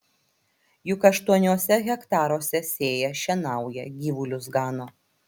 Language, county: Lithuanian, Klaipėda